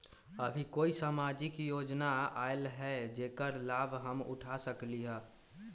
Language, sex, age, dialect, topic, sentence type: Magahi, male, 41-45, Western, banking, question